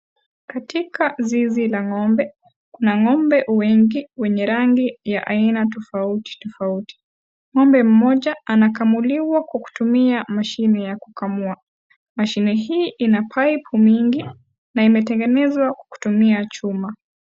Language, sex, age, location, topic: Swahili, female, 18-24, Kisii, agriculture